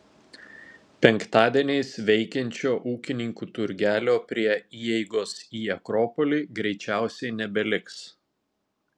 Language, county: Lithuanian, Telšiai